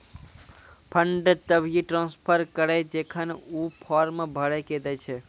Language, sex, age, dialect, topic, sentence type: Maithili, male, 46-50, Angika, banking, question